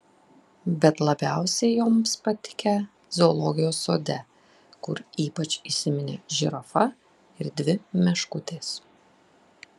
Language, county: Lithuanian, Klaipėda